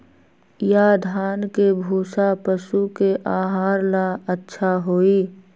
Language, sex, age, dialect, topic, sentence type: Magahi, female, 31-35, Western, agriculture, question